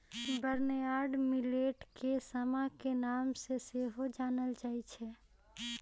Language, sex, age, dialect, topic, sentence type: Magahi, female, 25-30, Western, agriculture, statement